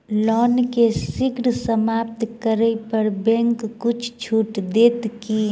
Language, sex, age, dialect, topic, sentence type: Maithili, female, 25-30, Southern/Standard, banking, question